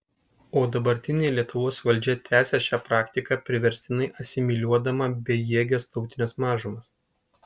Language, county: Lithuanian, Kaunas